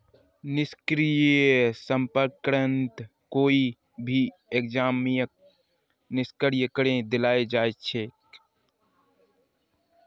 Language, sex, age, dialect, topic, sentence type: Magahi, male, 36-40, Northeastern/Surjapuri, agriculture, statement